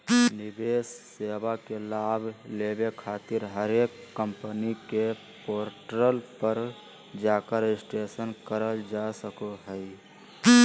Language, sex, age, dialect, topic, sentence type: Magahi, male, 36-40, Southern, banking, statement